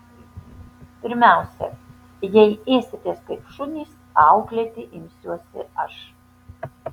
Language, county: Lithuanian, Tauragė